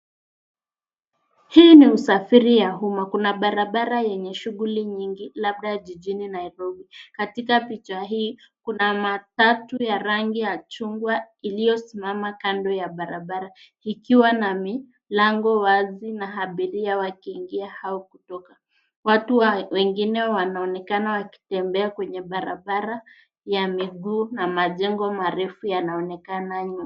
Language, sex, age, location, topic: Swahili, female, 50+, Nairobi, government